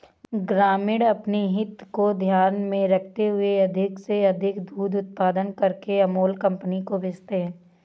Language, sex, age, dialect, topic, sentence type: Hindi, female, 18-24, Awadhi Bundeli, agriculture, statement